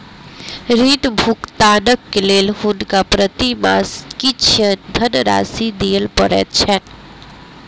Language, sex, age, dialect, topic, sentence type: Maithili, female, 18-24, Southern/Standard, banking, statement